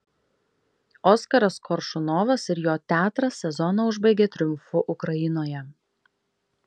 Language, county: Lithuanian, Kaunas